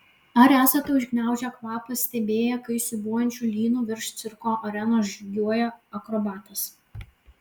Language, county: Lithuanian, Vilnius